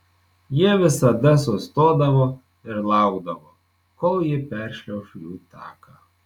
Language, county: Lithuanian, Marijampolė